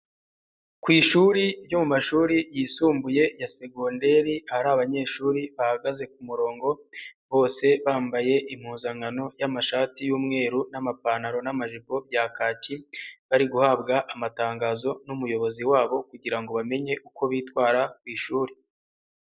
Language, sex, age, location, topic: Kinyarwanda, male, 18-24, Huye, education